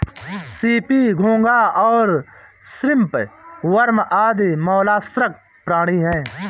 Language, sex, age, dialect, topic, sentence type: Hindi, male, 18-24, Awadhi Bundeli, agriculture, statement